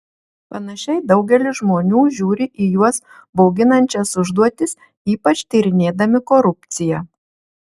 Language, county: Lithuanian, Marijampolė